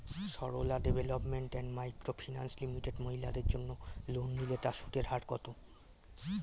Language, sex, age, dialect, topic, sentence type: Bengali, male, 18-24, Standard Colloquial, banking, question